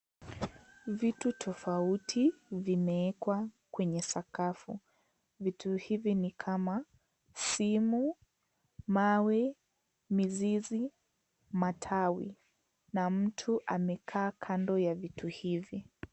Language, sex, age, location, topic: Swahili, female, 18-24, Kisii, health